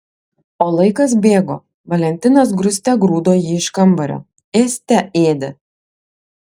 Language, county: Lithuanian, Klaipėda